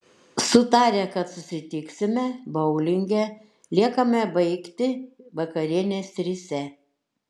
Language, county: Lithuanian, Šiauliai